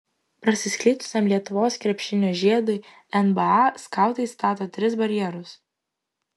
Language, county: Lithuanian, Klaipėda